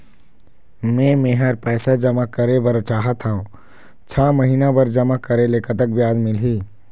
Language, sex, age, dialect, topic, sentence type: Chhattisgarhi, male, 25-30, Eastern, banking, question